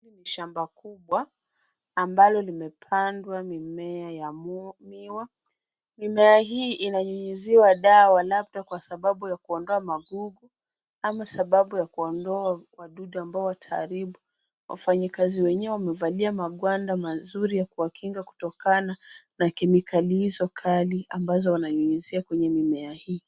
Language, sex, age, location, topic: Swahili, female, 25-35, Kisumu, health